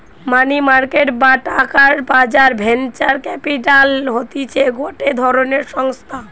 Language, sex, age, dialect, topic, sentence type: Bengali, female, 18-24, Western, banking, statement